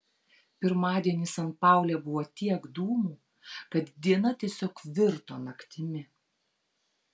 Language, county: Lithuanian, Vilnius